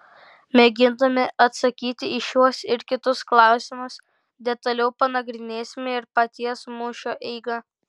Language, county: Lithuanian, Kaunas